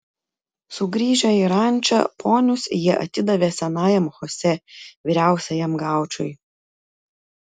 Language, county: Lithuanian, Klaipėda